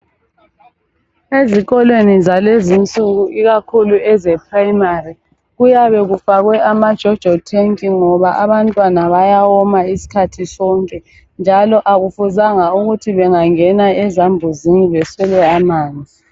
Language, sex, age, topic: North Ndebele, female, 50+, education